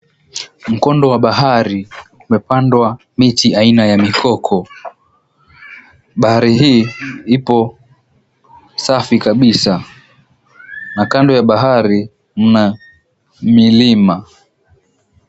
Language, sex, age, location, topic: Swahili, male, 18-24, Mombasa, government